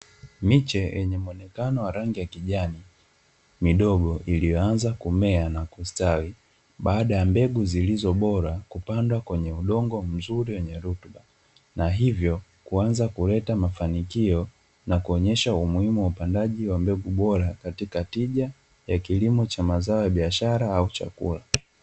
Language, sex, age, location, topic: Swahili, male, 25-35, Dar es Salaam, agriculture